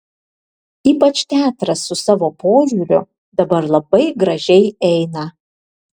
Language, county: Lithuanian, Vilnius